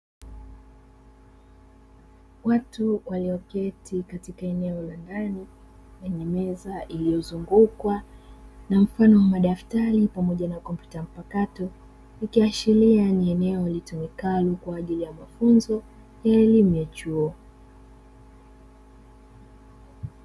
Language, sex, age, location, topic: Swahili, female, 25-35, Dar es Salaam, education